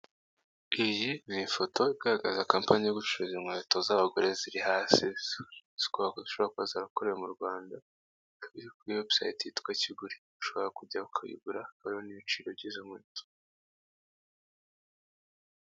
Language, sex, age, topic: Kinyarwanda, male, 18-24, finance